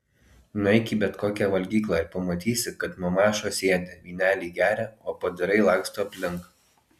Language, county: Lithuanian, Alytus